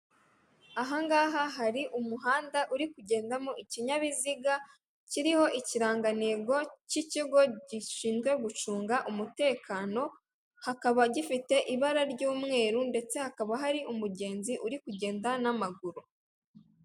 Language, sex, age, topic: Kinyarwanda, female, 18-24, government